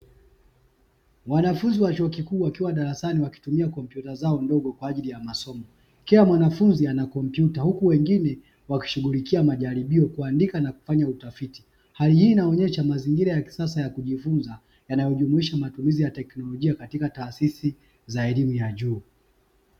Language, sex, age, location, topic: Swahili, male, 25-35, Dar es Salaam, education